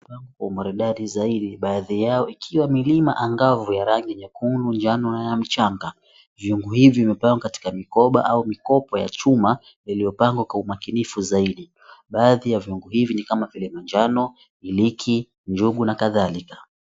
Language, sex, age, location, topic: Swahili, male, 18-24, Mombasa, agriculture